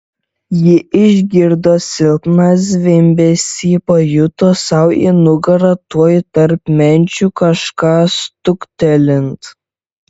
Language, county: Lithuanian, Šiauliai